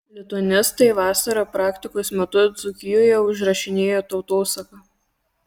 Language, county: Lithuanian, Kaunas